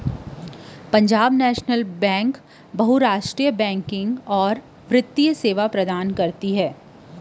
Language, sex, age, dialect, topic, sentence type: Chhattisgarhi, female, 25-30, Western/Budati/Khatahi, banking, statement